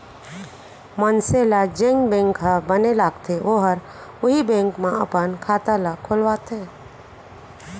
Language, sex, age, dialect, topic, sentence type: Chhattisgarhi, female, 41-45, Central, banking, statement